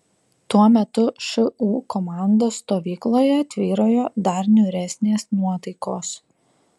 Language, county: Lithuanian, Klaipėda